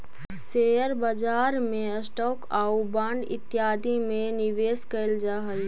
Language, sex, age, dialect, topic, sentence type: Magahi, female, 25-30, Central/Standard, banking, statement